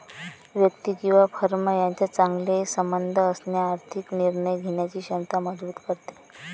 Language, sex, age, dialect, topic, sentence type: Marathi, female, 25-30, Varhadi, banking, statement